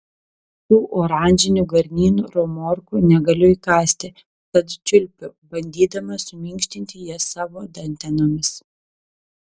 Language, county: Lithuanian, Telšiai